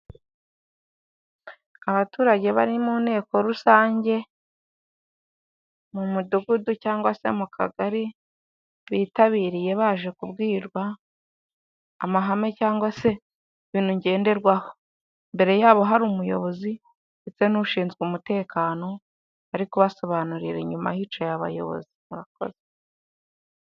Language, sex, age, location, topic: Kinyarwanda, female, 25-35, Huye, government